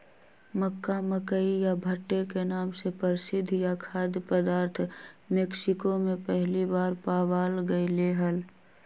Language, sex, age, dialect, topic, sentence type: Magahi, female, 18-24, Western, agriculture, statement